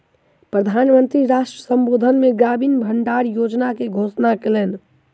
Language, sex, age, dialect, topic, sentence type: Maithili, male, 18-24, Southern/Standard, agriculture, statement